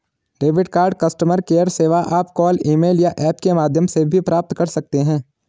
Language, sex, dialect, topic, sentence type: Hindi, male, Garhwali, banking, statement